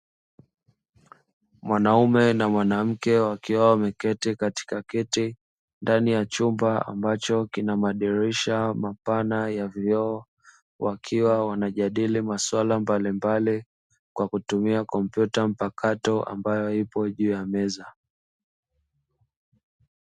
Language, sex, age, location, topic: Swahili, male, 25-35, Dar es Salaam, education